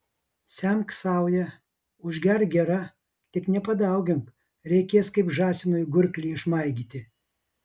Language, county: Lithuanian, Vilnius